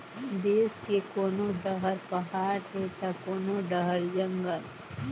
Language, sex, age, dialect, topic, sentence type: Chhattisgarhi, male, 25-30, Northern/Bhandar, agriculture, statement